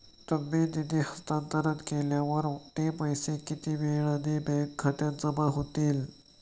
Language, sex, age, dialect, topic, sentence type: Marathi, male, 25-30, Standard Marathi, banking, question